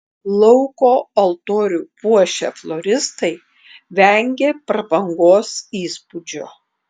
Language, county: Lithuanian, Klaipėda